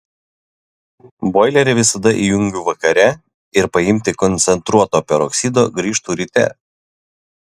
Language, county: Lithuanian, Vilnius